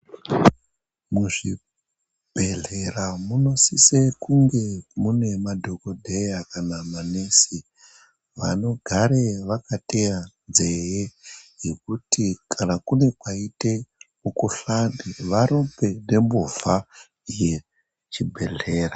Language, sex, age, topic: Ndau, male, 36-49, health